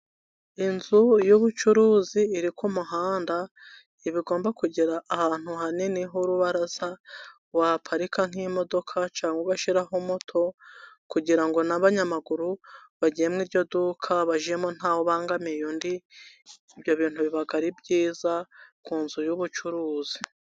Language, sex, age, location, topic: Kinyarwanda, female, 36-49, Musanze, government